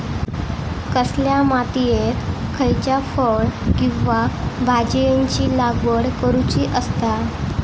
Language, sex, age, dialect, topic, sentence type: Marathi, female, 18-24, Southern Konkan, agriculture, question